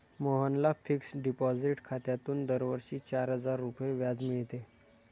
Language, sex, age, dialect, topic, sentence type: Marathi, male, 51-55, Standard Marathi, banking, statement